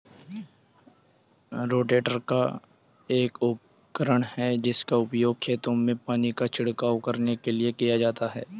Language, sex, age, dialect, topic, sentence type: Hindi, male, 18-24, Hindustani Malvi Khadi Boli, agriculture, statement